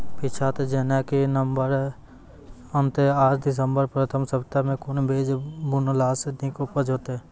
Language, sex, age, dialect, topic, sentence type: Maithili, male, 18-24, Angika, agriculture, question